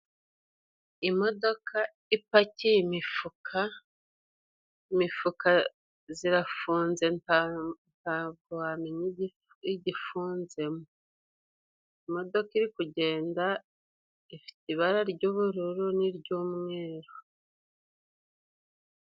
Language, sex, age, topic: Kinyarwanda, female, 36-49, government